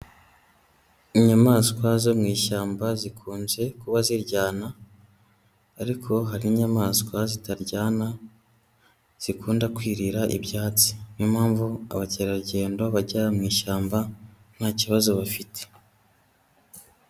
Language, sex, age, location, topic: Kinyarwanda, male, 18-24, Huye, agriculture